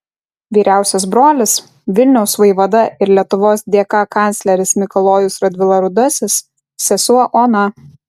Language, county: Lithuanian, Kaunas